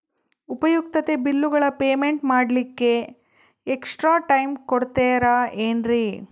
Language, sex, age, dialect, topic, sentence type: Kannada, female, 36-40, Central, banking, question